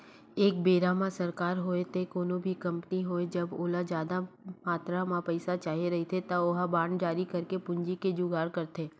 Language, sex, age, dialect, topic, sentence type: Chhattisgarhi, female, 31-35, Western/Budati/Khatahi, banking, statement